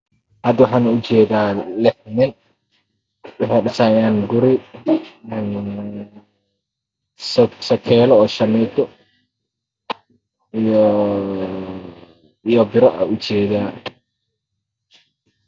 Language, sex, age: Somali, male, 25-35